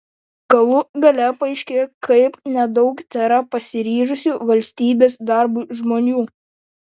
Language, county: Lithuanian, Panevėžys